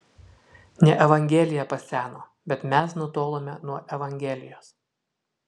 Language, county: Lithuanian, Utena